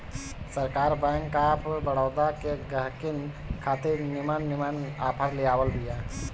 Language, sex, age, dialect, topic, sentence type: Bhojpuri, male, 18-24, Northern, banking, statement